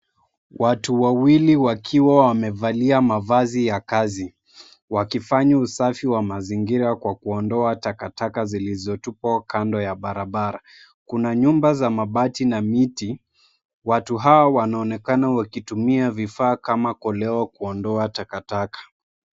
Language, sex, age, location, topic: Swahili, male, 25-35, Mombasa, health